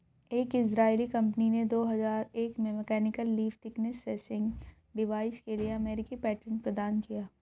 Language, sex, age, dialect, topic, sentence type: Hindi, female, 31-35, Hindustani Malvi Khadi Boli, agriculture, statement